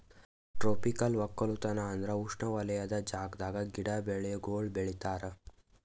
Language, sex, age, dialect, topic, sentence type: Kannada, male, 18-24, Northeastern, agriculture, statement